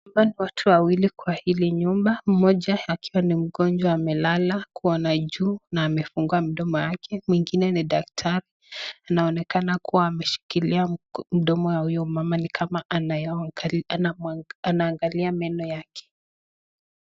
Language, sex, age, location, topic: Swahili, female, 25-35, Nakuru, health